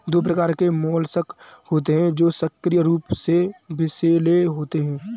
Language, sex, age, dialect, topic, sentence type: Hindi, male, 18-24, Kanauji Braj Bhasha, agriculture, statement